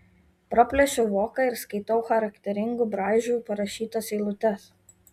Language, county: Lithuanian, Kaunas